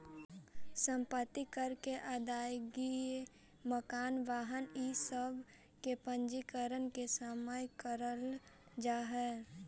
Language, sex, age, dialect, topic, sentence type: Magahi, female, 18-24, Central/Standard, banking, statement